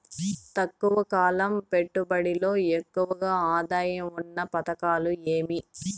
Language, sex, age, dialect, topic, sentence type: Telugu, female, 36-40, Southern, banking, question